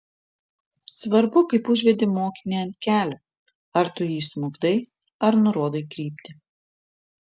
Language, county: Lithuanian, Panevėžys